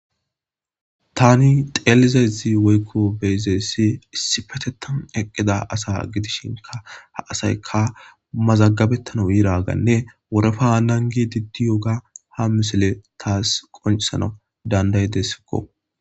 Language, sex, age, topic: Gamo, male, 25-35, government